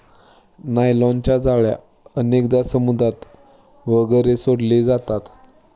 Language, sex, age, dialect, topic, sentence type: Marathi, male, 18-24, Standard Marathi, agriculture, statement